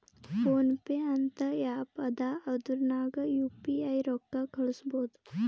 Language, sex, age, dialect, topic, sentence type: Kannada, female, 18-24, Northeastern, banking, statement